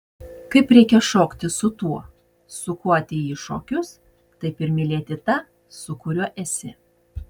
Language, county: Lithuanian, Utena